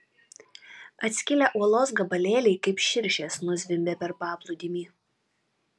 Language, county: Lithuanian, Utena